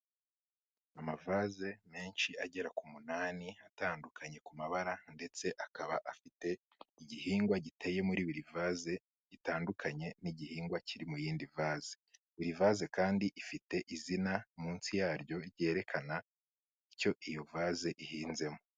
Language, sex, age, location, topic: Kinyarwanda, male, 25-35, Kigali, health